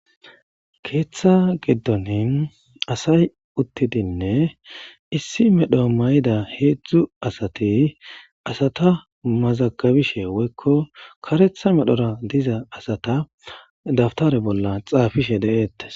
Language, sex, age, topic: Gamo, male, 18-24, government